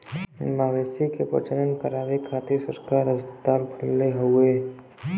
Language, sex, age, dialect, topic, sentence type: Bhojpuri, male, 41-45, Western, agriculture, statement